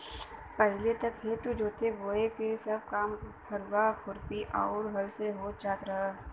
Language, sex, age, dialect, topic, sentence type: Bhojpuri, female, 18-24, Western, agriculture, statement